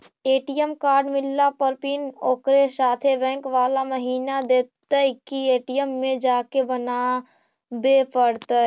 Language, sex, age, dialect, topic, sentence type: Magahi, female, 18-24, Central/Standard, banking, question